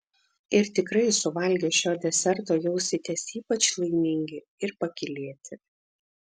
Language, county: Lithuanian, Vilnius